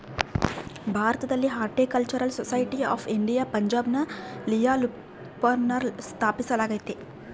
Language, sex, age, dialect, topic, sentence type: Kannada, female, 25-30, Central, agriculture, statement